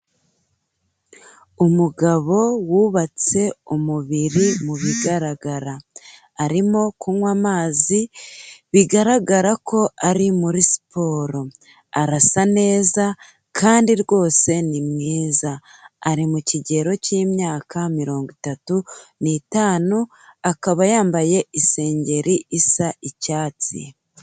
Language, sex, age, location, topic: Kinyarwanda, female, 18-24, Kigali, health